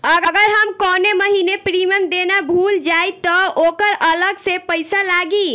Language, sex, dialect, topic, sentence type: Bhojpuri, female, Northern, banking, question